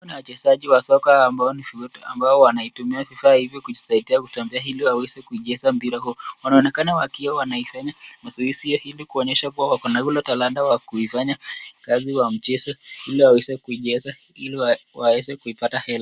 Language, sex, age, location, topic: Swahili, male, 25-35, Nakuru, education